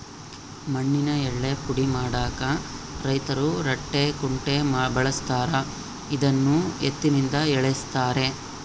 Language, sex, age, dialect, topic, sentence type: Kannada, male, 25-30, Central, agriculture, statement